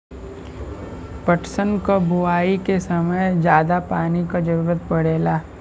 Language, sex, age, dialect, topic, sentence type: Bhojpuri, male, 18-24, Western, agriculture, statement